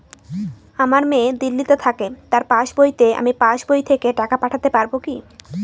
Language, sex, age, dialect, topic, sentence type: Bengali, female, 18-24, Northern/Varendri, banking, question